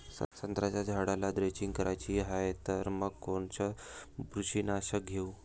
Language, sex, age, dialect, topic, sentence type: Marathi, male, 18-24, Varhadi, agriculture, question